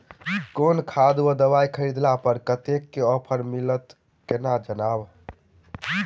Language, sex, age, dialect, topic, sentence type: Maithili, male, 18-24, Southern/Standard, agriculture, question